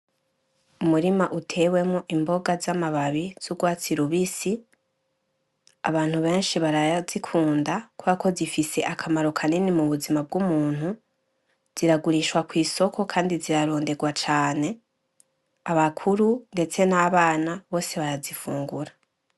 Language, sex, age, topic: Rundi, female, 18-24, agriculture